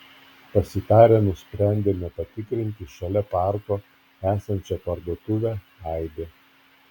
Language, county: Lithuanian, Klaipėda